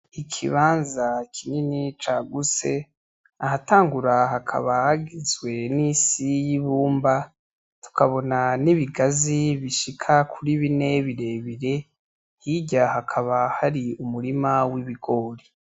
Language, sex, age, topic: Rundi, male, 18-24, agriculture